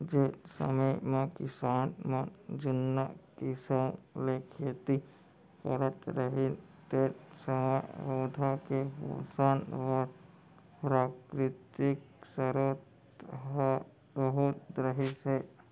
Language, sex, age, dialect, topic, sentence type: Chhattisgarhi, male, 46-50, Central, agriculture, statement